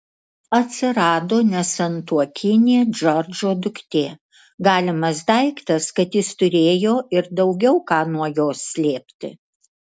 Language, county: Lithuanian, Kaunas